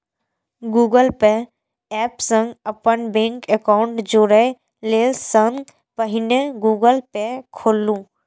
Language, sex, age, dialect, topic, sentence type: Maithili, female, 18-24, Eastern / Thethi, banking, statement